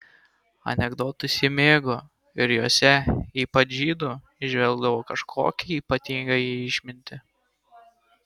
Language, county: Lithuanian, Kaunas